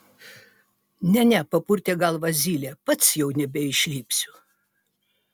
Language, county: Lithuanian, Utena